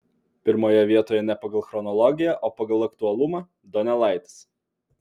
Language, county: Lithuanian, Vilnius